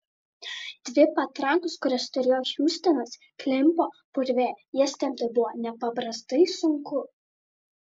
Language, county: Lithuanian, Vilnius